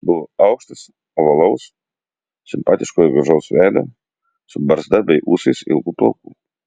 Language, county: Lithuanian, Vilnius